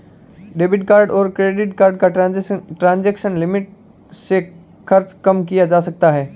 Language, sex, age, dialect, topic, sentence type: Hindi, male, 18-24, Marwari Dhudhari, banking, statement